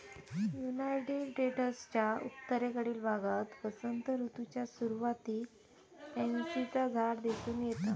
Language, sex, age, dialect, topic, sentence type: Marathi, female, 18-24, Southern Konkan, agriculture, statement